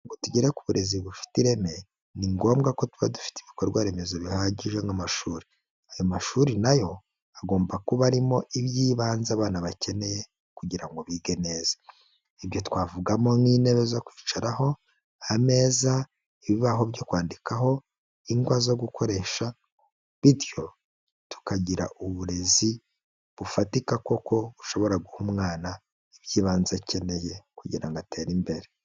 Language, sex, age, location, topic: Kinyarwanda, male, 25-35, Huye, education